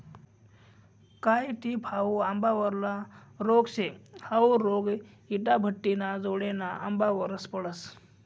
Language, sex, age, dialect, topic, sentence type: Marathi, male, 56-60, Northern Konkan, agriculture, statement